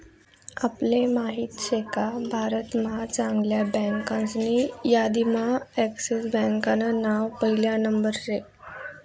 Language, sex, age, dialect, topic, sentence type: Marathi, female, 18-24, Northern Konkan, banking, statement